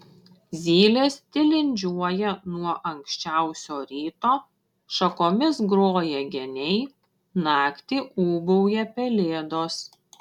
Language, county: Lithuanian, Šiauliai